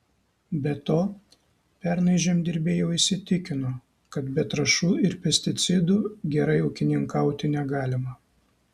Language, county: Lithuanian, Kaunas